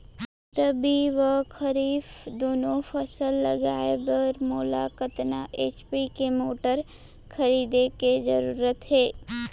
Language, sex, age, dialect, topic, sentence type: Chhattisgarhi, female, 18-24, Central, agriculture, question